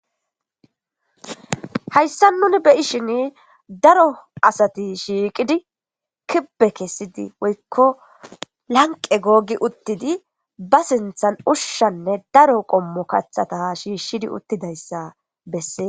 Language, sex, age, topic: Gamo, female, 18-24, government